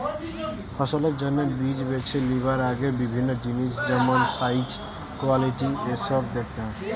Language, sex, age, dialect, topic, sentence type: Bengali, male, 18-24, Western, agriculture, statement